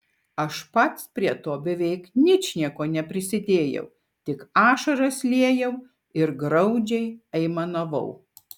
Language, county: Lithuanian, Šiauliai